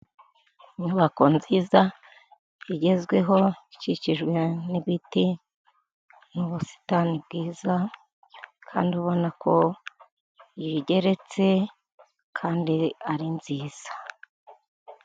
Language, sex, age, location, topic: Kinyarwanda, female, 50+, Kigali, finance